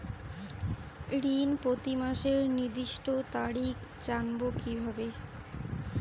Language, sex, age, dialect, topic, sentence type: Bengali, female, 18-24, Rajbangshi, banking, question